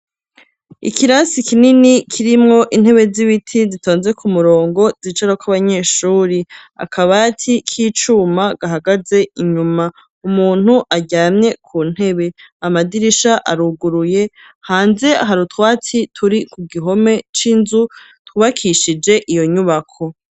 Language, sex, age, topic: Rundi, male, 36-49, education